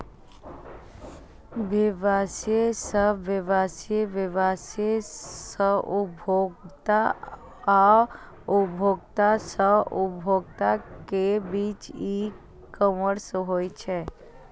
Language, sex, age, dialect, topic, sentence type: Maithili, female, 25-30, Eastern / Thethi, banking, statement